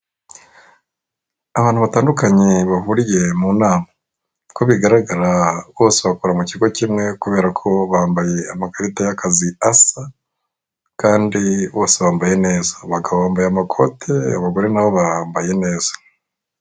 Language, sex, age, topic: Kinyarwanda, male, 25-35, government